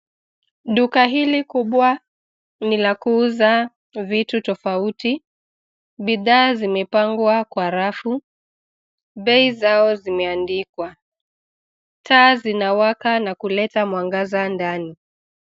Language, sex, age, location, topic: Swahili, female, 25-35, Nairobi, finance